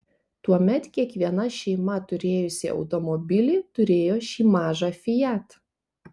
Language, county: Lithuanian, Panevėžys